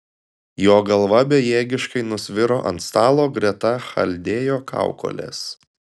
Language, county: Lithuanian, Klaipėda